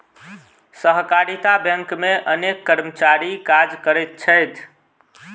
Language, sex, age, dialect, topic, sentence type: Maithili, male, 25-30, Southern/Standard, banking, statement